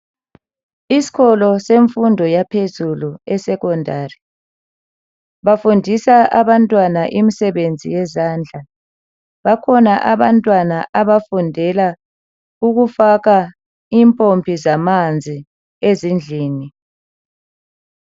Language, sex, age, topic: North Ndebele, male, 36-49, education